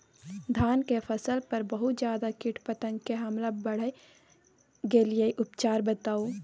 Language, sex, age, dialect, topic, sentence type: Maithili, female, 18-24, Bajjika, agriculture, question